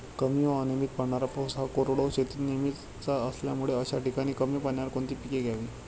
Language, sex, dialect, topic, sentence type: Marathi, male, Standard Marathi, agriculture, question